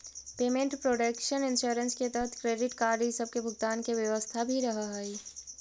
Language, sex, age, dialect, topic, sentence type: Magahi, female, 60-100, Central/Standard, banking, statement